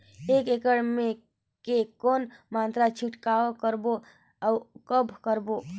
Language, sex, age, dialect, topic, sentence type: Chhattisgarhi, female, 25-30, Northern/Bhandar, agriculture, question